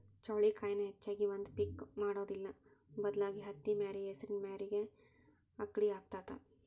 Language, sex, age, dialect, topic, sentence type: Kannada, female, 18-24, Dharwad Kannada, agriculture, statement